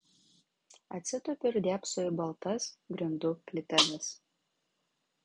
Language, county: Lithuanian, Vilnius